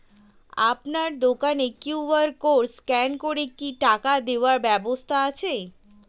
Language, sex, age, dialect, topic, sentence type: Bengali, female, 18-24, Standard Colloquial, banking, question